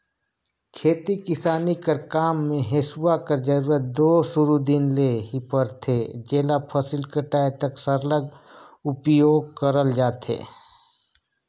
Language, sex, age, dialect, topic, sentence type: Chhattisgarhi, male, 46-50, Northern/Bhandar, agriculture, statement